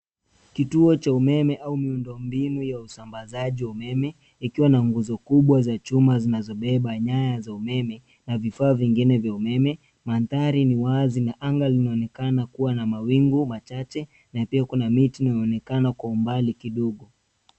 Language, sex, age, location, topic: Swahili, male, 18-24, Nairobi, government